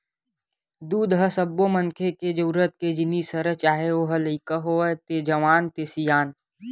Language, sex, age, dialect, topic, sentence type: Chhattisgarhi, male, 25-30, Western/Budati/Khatahi, agriculture, statement